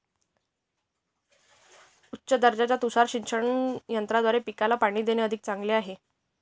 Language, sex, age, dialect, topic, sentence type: Marathi, female, 51-55, Northern Konkan, agriculture, statement